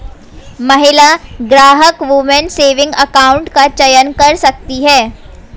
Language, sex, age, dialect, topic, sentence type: Hindi, female, 41-45, Hindustani Malvi Khadi Boli, banking, statement